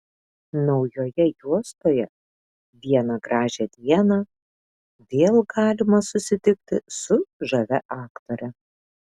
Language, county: Lithuanian, Šiauliai